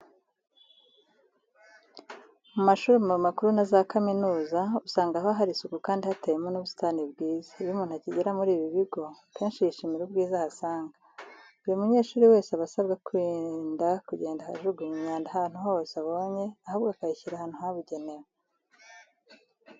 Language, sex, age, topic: Kinyarwanda, female, 36-49, education